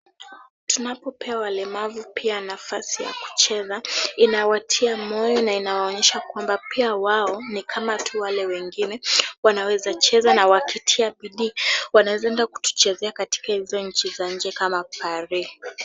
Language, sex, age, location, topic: Swahili, female, 18-24, Kisumu, education